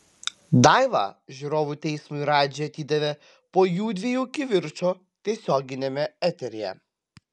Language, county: Lithuanian, Panevėžys